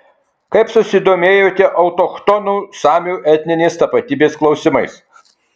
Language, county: Lithuanian, Kaunas